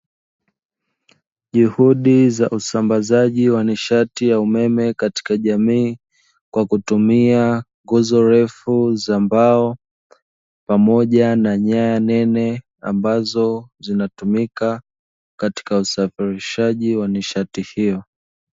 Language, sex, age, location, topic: Swahili, male, 25-35, Dar es Salaam, government